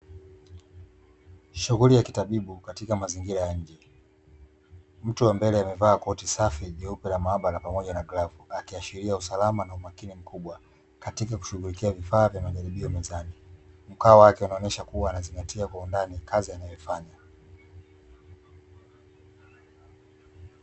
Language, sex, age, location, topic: Swahili, male, 25-35, Dar es Salaam, health